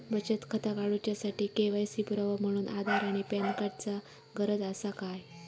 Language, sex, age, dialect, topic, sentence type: Marathi, female, 25-30, Southern Konkan, banking, statement